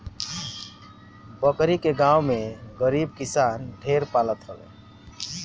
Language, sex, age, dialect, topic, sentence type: Bhojpuri, male, 60-100, Northern, agriculture, statement